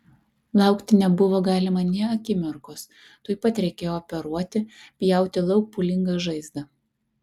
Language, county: Lithuanian, Kaunas